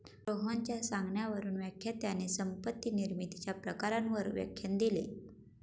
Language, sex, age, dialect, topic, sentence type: Marathi, female, 25-30, Standard Marathi, banking, statement